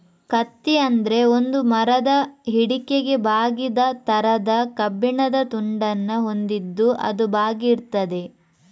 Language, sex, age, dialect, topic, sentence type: Kannada, female, 25-30, Coastal/Dakshin, agriculture, statement